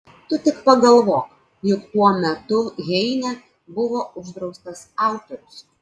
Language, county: Lithuanian, Klaipėda